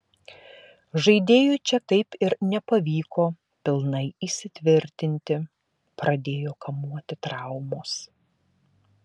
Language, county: Lithuanian, Klaipėda